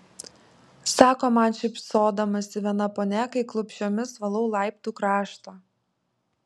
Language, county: Lithuanian, Vilnius